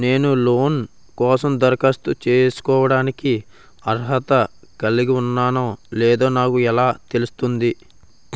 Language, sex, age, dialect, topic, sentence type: Telugu, male, 18-24, Utterandhra, banking, statement